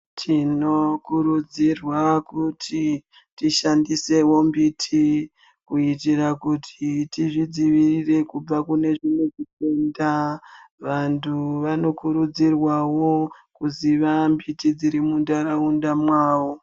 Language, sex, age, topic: Ndau, female, 36-49, health